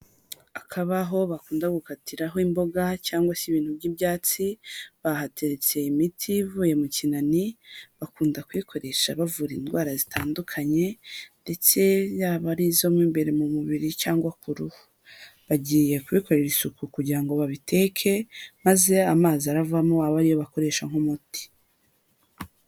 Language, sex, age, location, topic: Kinyarwanda, female, 25-35, Huye, health